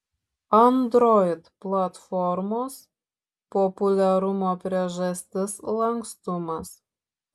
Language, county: Lithuanian, Šiauliai